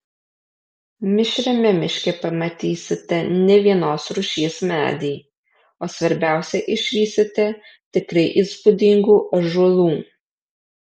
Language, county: Lithuanian, Alytus